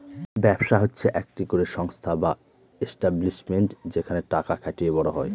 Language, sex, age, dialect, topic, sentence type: Bengali, male, 18-24, Northern/Varendri, banking, statement